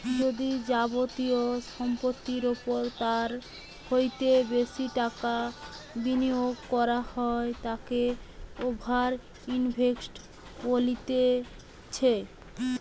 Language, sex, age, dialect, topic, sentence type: Bengali, female, 18-24, Western, banking, statement